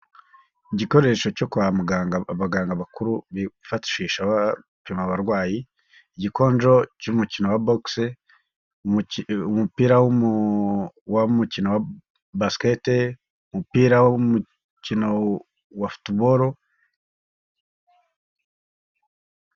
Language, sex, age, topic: Kinyarwanda, male, 36-49, health